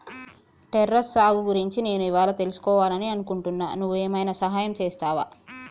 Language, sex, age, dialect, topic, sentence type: Telugu, female, 51-55, Telangana, agriculture, statement